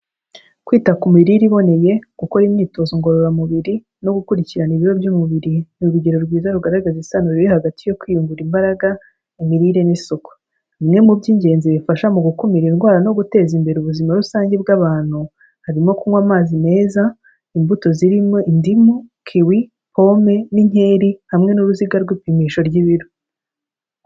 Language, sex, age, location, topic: Kinyarwanda, female, 25-35, Kigali, health